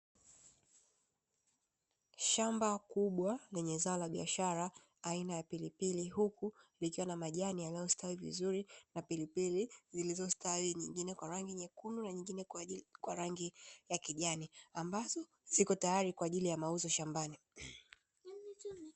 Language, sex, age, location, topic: Swahili, female, 18-24, Dar es Salaam, agriculture